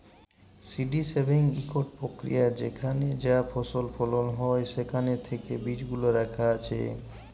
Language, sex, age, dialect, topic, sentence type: Bengali, male, 18-24, Jharkhandi, agriculture, statement